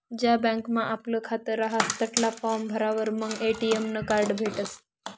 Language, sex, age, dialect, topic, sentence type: Marathi, female, 41-45, Northern Konkan, banking, statement